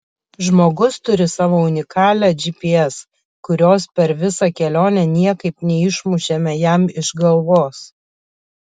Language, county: Lithuanian, Kaunas